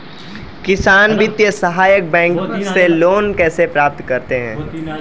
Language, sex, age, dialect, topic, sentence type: Hindi, male, 18-24, Marwari Dhudhari, agriculture, question